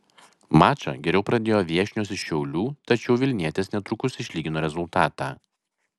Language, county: Lithuanian, Vilnius